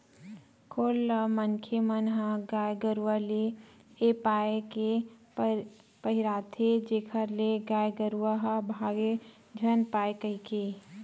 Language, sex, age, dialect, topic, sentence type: Chhattisgarhi, female, 31-35, Western/Budati/Khatahi, agriculture, statement